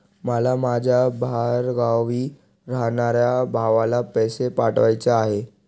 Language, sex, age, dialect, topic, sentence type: Marathi, male, 25-30, Northern Konkan, banking, statement